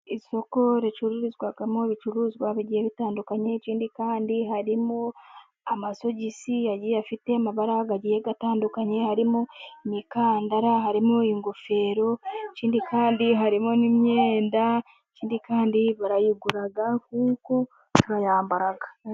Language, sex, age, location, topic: Kinyarwanda, female, 25-35, Musanze, finance